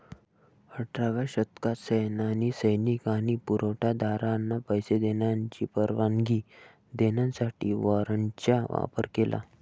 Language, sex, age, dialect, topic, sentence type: Marathi, male, 18-24, Varhadi, banking, statement